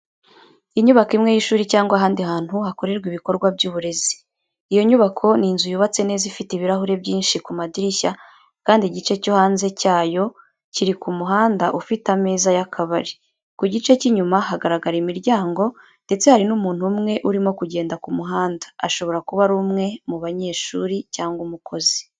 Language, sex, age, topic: Kinyarwanda, female, 25-35, education